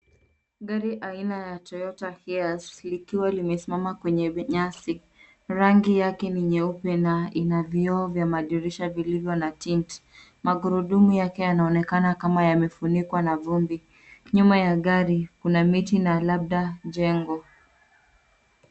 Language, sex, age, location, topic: Swahili, female, 18-24, Nairobi, finance